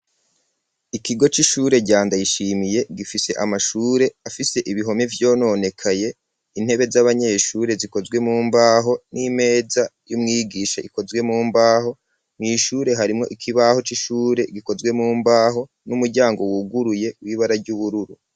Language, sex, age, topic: Rundi, male, 36-49, education